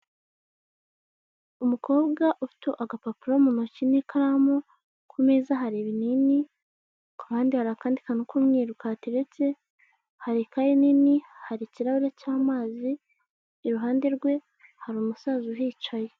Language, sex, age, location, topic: Kinyarwanda, female, 25-35, Kigali, health